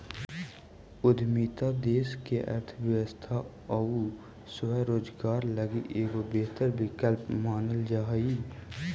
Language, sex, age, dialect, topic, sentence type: Magahi, male, 18-24, Central/Standard, banking, statement